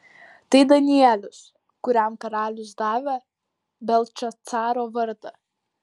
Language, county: Lithuanian, Vilnius